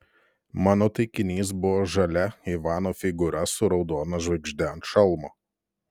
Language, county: Lithuanian, Telšiai